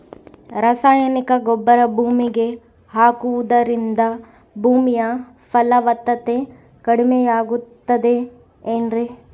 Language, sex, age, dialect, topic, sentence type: Kannada, female, 18-24, Central, agriculture, question